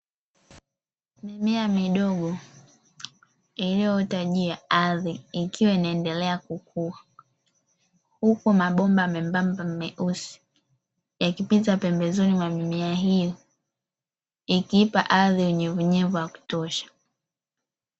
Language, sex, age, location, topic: Swahili, female, 25-35, Dar es Salaam, agriculture